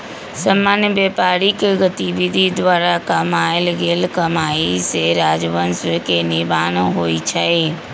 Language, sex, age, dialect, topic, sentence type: Magahi, female, 25-30, Western, banking, statement